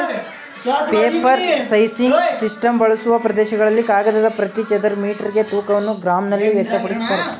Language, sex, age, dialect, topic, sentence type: Kannada, male, 18-24, Mysore Kannada, agriculture, statement